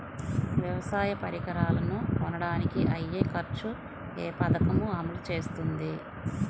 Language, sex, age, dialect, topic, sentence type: Telugu, male, 18-24, Central/Coastal, agriculture, question